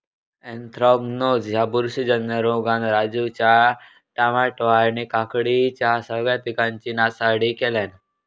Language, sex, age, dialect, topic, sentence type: Marathi, male, 18-24, Southern Konkan, agriculture, statement